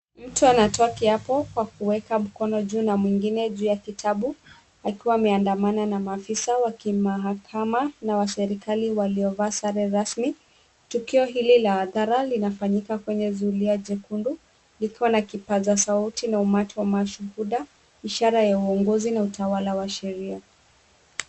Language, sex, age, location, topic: Swahili, female, 18-24, Kisumu, government